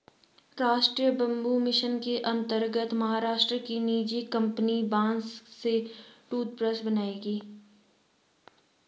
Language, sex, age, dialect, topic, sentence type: Hindi, female, 18-24, Garhwali, agriculture, statement